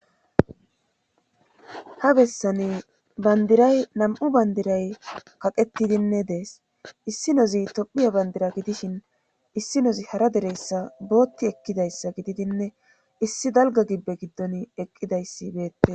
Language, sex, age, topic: Gamo, female, 25-35, government